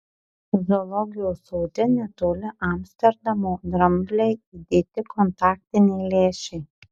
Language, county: Lithuanian, Marijampolė